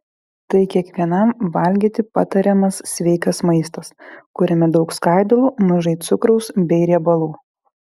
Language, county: Lithuanian, Klaipėda